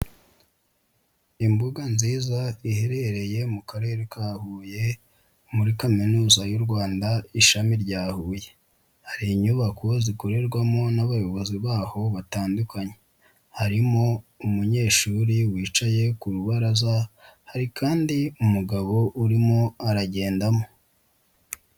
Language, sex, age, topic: Kinyarwanda, female, 25-35, education